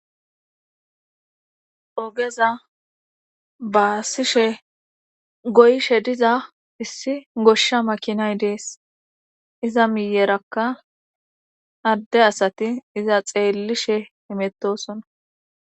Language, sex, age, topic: Gamo, female, 25-35, government